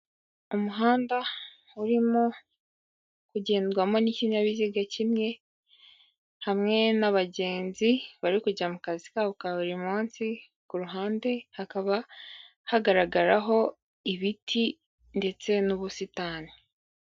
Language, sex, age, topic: Kinyarwanda, female, 18-24, government